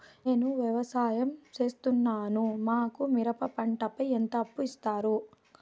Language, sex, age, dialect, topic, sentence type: Telugu, female, 18-24, Southern, banking, question